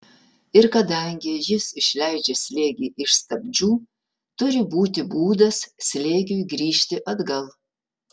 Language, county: Lithuanian, Utena